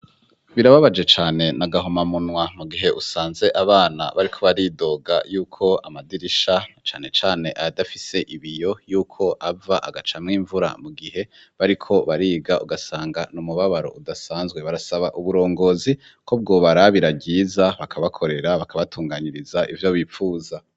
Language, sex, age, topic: Rundi, male, 25-35, education